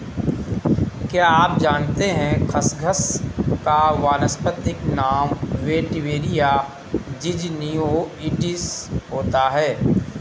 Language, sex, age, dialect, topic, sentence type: Hindi, male, 36-40, Kanauji Braj Bhasha, agriculture, statement